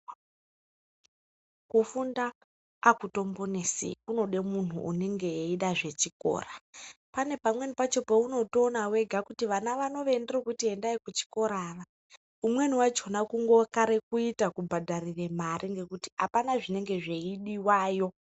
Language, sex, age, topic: Ndau, female, 36-49, education